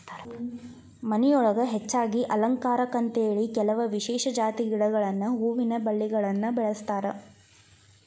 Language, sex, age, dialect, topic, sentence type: Kannada, female, 18-24, Dharwad Kannada, agriculture, statement